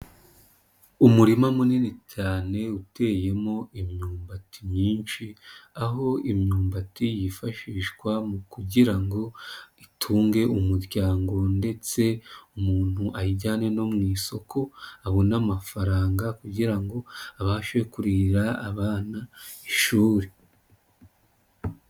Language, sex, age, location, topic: Kinyarwanda, female, 25-35, Nyagatare, agriculture